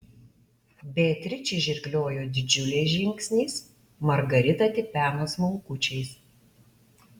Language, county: Lithuanian, Alytus